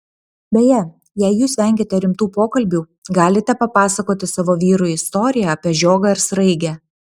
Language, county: Lithuanian, Panevėžys